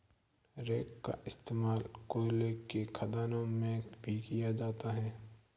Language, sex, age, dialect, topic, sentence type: Hindi, male, 46-50, Marwari Dhudhari, agriculture, statement